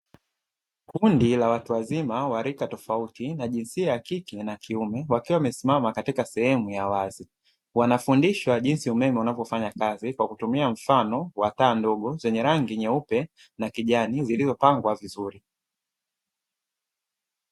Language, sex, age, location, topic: Swahili, male, 25-35, Dar es Salaam, education